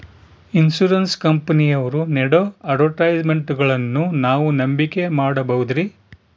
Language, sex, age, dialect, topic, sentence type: Kannada, male, 60-100, Central, banking, question